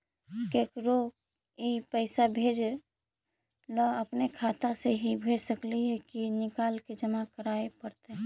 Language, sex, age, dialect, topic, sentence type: Magahi, female, 46-50, Central/Standard, banking, question